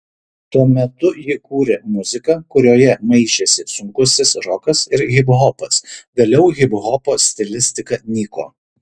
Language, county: Lithuanian, Šiauliai